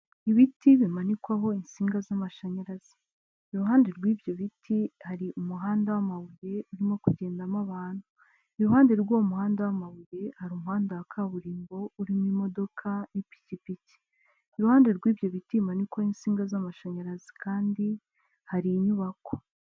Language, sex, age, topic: Kinyarwanda, female, 18-24, government